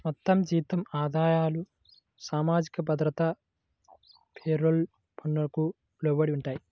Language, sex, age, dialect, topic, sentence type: Telugu, male, 18-24, Central/Coastal, banking, statement